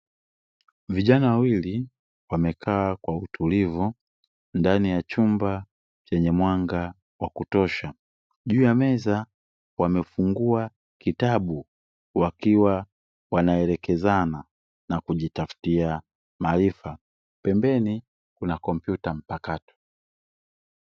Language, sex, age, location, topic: Swahili, male, 25-35, Dar es Salaam, education